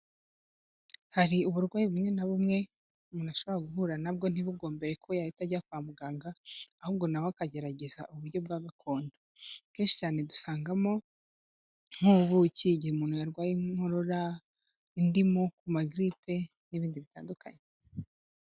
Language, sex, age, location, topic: Kinyarwanda, female, 18-24, Kigali, health